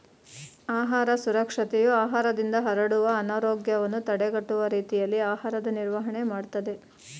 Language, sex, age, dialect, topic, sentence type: Kannada, female, 36-40, Mysore Kannada, agriculture, statement